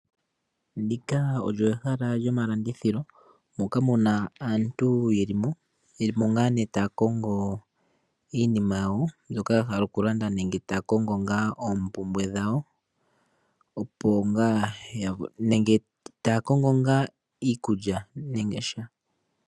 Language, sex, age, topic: Oshiwambo, male, 18-24, finance